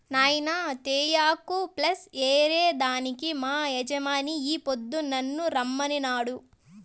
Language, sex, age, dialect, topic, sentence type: Telugu, female, 18-24, Southern, agriculture, statement